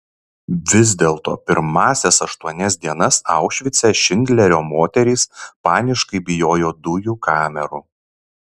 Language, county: Lithuanian, Šiauliai